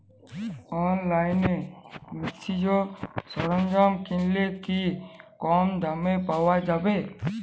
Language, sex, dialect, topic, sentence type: Bengali, male, Jharkhandi, agriculture, question